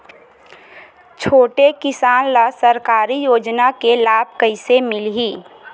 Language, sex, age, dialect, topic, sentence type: Chhattisgarhi, female, 25-30, Western/Budati/Khatahi, agriculture, question